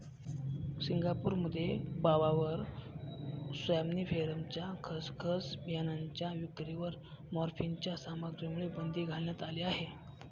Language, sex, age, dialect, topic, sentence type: Marathi, male, 56-60, Northern Konkan, agriculture, statement